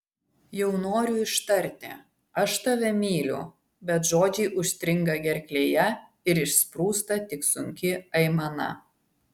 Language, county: Lithuanian, Vilnius